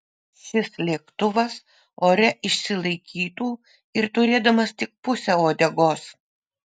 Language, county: Lithuanian, Vilnius